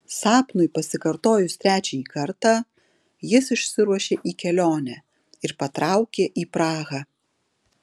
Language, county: Lithuanian, Alytus